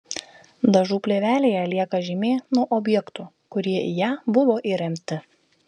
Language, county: Lithuanian, Vilnius